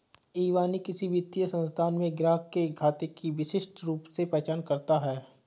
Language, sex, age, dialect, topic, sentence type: Hindi, male, 25-30, Awadhi Bundeli, banking, statement